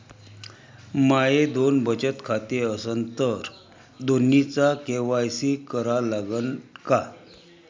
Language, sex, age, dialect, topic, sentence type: Marathi, male, 31-35, Varhadi, banking, question